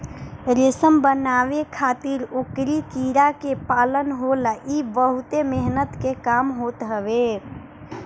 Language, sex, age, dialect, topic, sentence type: Bhojpuri, female, 18-24, Northern, agriculture, statement